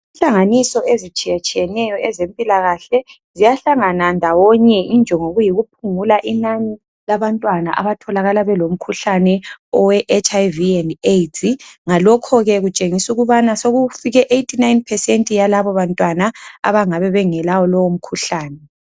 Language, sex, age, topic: North Ndebele, male, 25-35, health